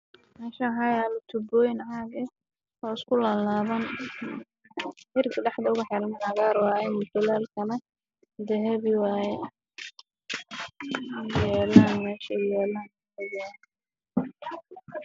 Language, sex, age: Somali, male, 18-24